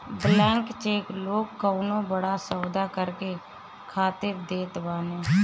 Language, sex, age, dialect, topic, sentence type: Bhojpuri, female, 25-30, Northern, banking, statement